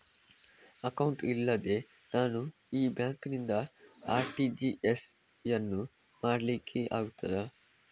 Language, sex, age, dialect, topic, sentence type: Kannada, male, 25-30, Coastal/Dakshin, banking, question